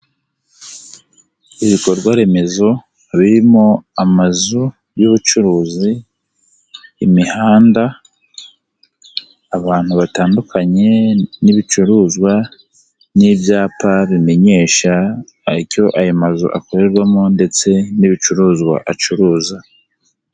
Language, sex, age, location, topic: Kinyarwanda, male, 18-24, Nyagatare, finance